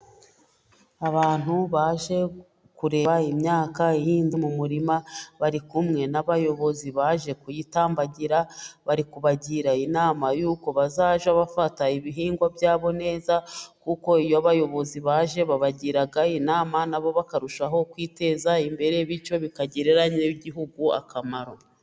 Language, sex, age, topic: Kinyarwanda, female, 36-49, agriculture